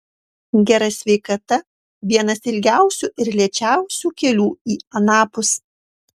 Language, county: Lithuanian, Marijampolė